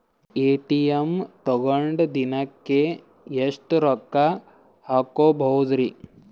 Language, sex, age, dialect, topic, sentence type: Kannada, male, 18-24, Northeastern, banking, question